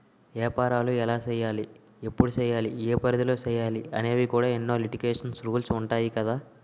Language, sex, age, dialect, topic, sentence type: Telugu, male, 18-24, Utterandhra, banking, statement